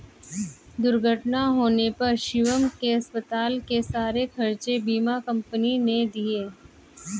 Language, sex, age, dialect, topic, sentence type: Hindi, male, 25-30, Hindustani Malvi Khadi Boli, banking, statement